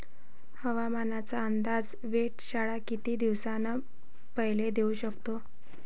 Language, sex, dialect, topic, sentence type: Marathi, female, Varhadi, agriculture, question